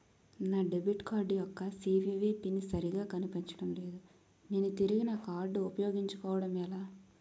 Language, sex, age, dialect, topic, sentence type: Telugu, female, 18-24, Utterandhra, banking, question